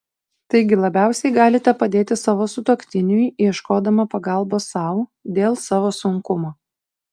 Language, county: Lithuanian, Utena